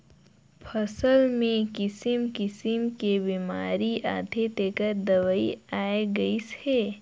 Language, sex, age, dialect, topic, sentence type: Chhattisgarhi, female, 51-55, Northern/Bhandar, agriculture, statement